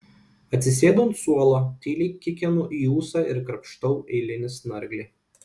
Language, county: Lithuanian, Kaunas